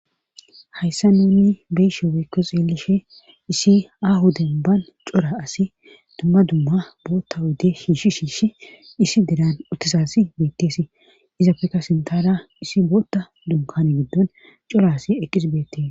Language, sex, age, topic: Gamo, female, 25-35, government